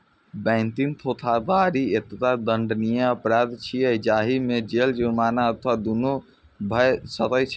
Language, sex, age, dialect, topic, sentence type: Maithili, female, 46-50, Eastern / Thethi, banking, statement